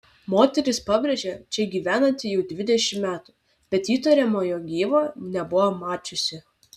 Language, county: Lithuanian, Vilnius